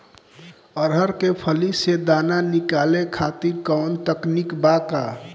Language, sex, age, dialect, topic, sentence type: Bhojpuri, male, 18-24, Northern, agriculture, question